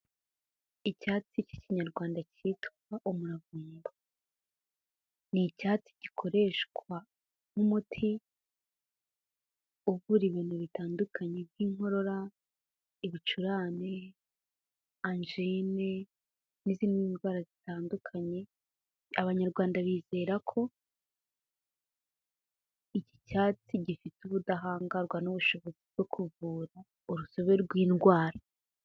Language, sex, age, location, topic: Kinyarwanda, female, 18-24, Kigali, health